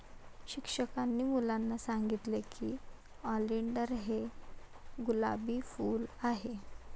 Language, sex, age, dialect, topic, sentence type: Marathi, female, 18-24, Varhadi, agriculture, statement